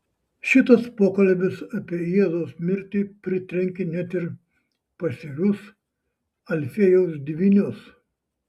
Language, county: Lithuanian, Šiauliai